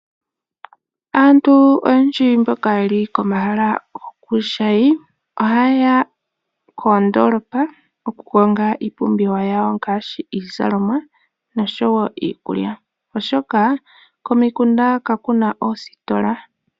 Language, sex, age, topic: Oshiwambo, male, 18-24, finance